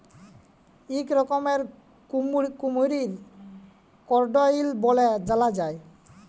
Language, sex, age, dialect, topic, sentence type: Bengali, male, 18-24, Jharkhandi, agriculture, statement